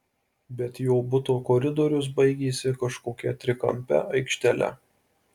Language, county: Lithuanian, Marijampolė